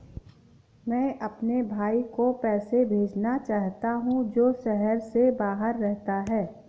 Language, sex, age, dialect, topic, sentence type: Hindi, female, 18-24, Awadhi Bundeli, banking, statement